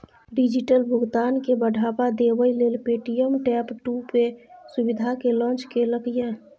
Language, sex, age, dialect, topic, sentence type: Maithili, female, 41-45, Bajjika, banking, statement